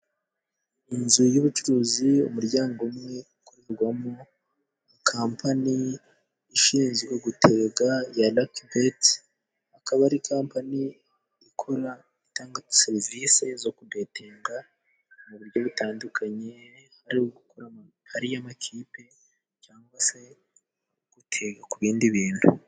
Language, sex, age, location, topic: Kinyarwanda, male, 18-24, Musanze, finance